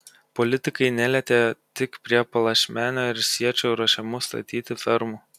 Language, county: Lithuanian, Kaunas